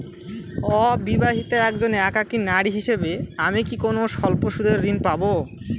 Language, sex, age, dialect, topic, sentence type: Bengali, male, <18, Northern/Varendri, banking, question